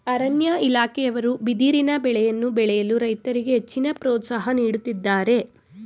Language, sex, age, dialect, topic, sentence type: Kannada, female, 18-24, Mysore Kannada, agriculture, statement